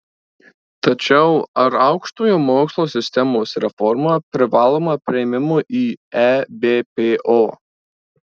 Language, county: Lithuanian, Marijampolė